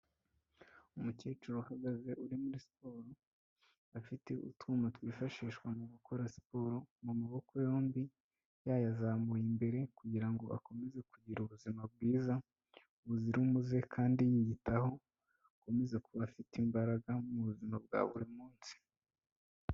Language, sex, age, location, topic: Kinyarwanda, male, 25-35, Kigali, health